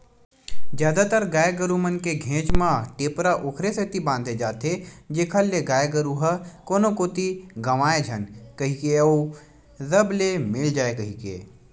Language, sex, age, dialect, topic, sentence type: Chhattisgarhi, male, 18-24, Western/Budati/Khatahi, agriculture, statement